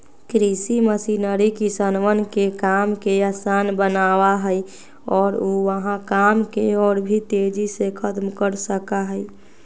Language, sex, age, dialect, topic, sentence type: Magahi, female, 60-100, Western, agriculture, statement